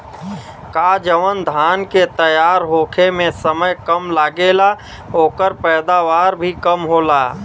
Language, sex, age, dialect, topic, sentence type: Bhojpuri, male, 25-30, Western, agriculture, question